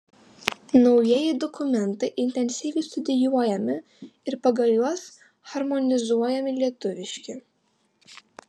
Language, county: Lithuanian, Vilnius